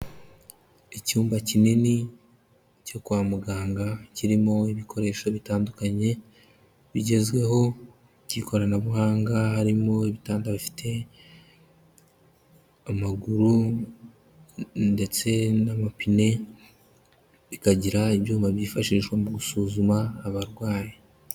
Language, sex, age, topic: Kinyarwanda, male, 25-35, health